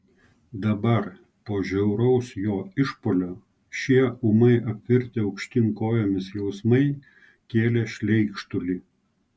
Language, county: Lithuanian, Klaipėda